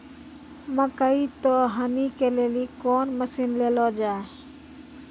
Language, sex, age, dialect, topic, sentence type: Maithili, female, 25-30, Angika, agriculture, question